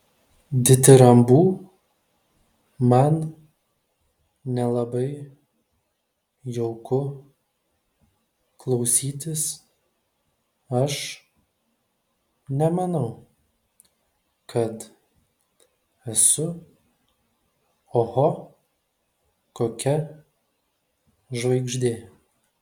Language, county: Lithuanian, Telšiai